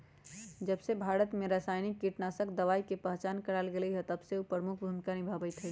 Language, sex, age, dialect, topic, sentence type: Magahi, female, 31-35, Western, agriculture, statement